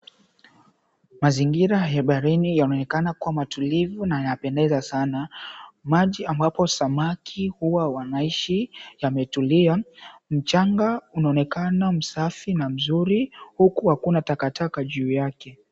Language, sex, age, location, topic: Swahili, male, 18-24, Mombasa, government